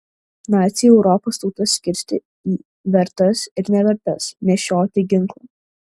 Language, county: Lithuanian, Šiauliai